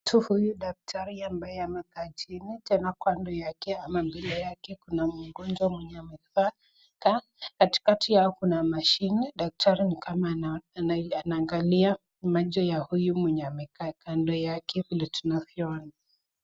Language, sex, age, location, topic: Swahili, female, 18-24, Nakuru, health